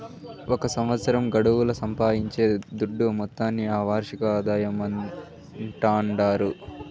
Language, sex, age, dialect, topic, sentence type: Telugu, male, 18-24, Southern, banking, statement